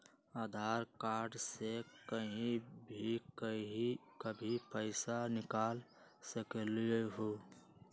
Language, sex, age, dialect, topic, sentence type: Magahi, male, 31-35, Western, banking, question